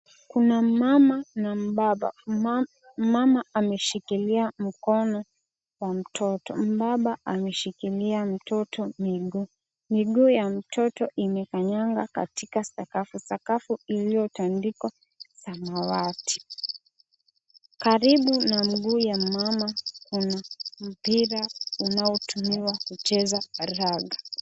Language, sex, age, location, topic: Swahili, female, 18-24, Kisumu, health